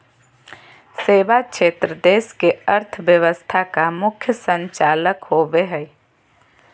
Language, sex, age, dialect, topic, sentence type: Magahi, female, 31-35, Southern, banking, statement